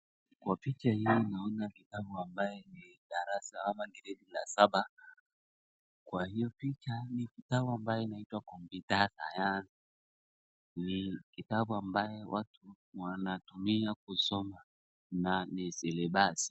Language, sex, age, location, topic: Swahili, male, 36-49, Wajir, education